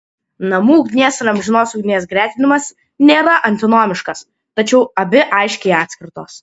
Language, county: Lithuanian, Klaipėda